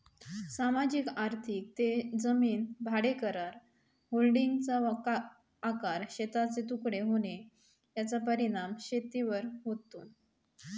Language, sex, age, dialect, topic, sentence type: Marathi, female, 31-35, Southern Konkan, agriculture, statement